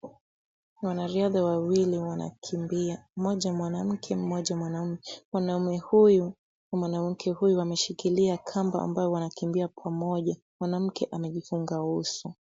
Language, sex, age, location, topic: Swahili, female, 18-24, Kisumu, education